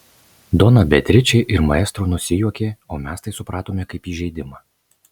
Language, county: Lithuanian, Marijampolė